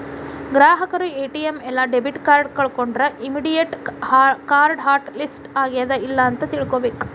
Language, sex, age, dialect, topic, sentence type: Kannada, female, 31-35, Dharwad Kannada, banking, statement